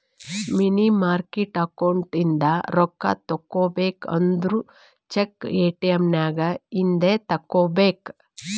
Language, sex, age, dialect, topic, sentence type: Kannada, female, 41-45, Northeastern, banking, statement